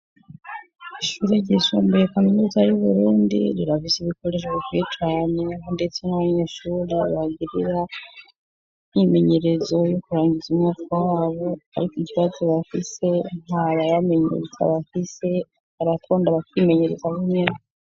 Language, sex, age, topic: Rundi, female, 25-35, education